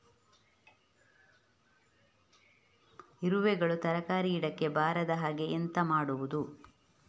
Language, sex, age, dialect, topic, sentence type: Kannada, female, 31-35, Coastal/Dakshin, agriculture, question